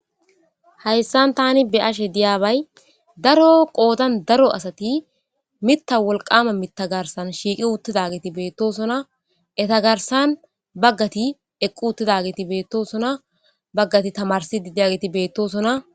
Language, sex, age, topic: Gamo, female, 18-24, government